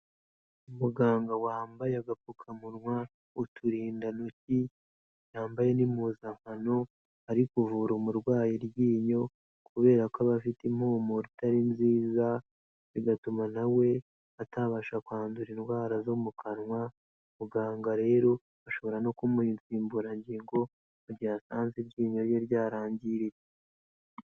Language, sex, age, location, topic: Kinyarwanda, male, 18-24, Kigali, health